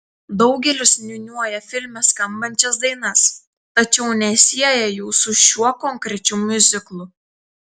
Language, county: Lithuanian, Telšiai